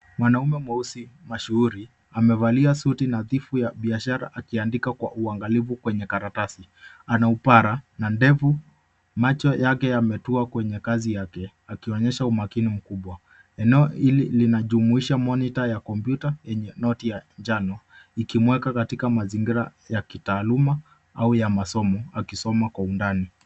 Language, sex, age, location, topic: Swahili, male, 25-35, Nairobi, education